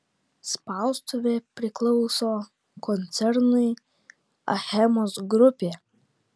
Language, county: Lithuanian, Vilnius